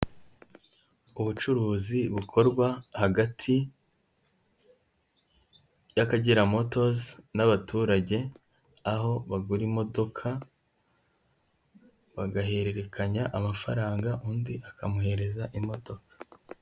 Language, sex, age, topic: Kinyarwanda, male, 18-24, finance